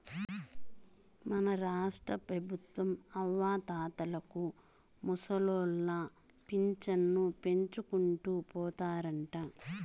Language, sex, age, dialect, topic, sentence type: Telugu, female, 31-35, Southern, banking, statement